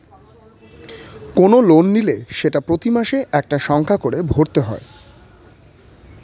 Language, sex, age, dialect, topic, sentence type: Bengali, male, 18-24, Northern/Varendri, banking, statement